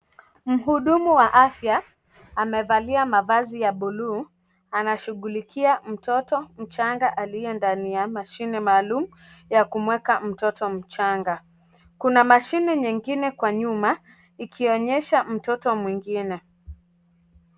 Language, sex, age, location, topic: Swahili, female, 18-24, Kisii, health